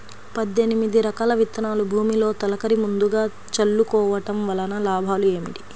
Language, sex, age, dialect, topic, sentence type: Telugu, female, 25-30, Central/Coastal, agriculture, question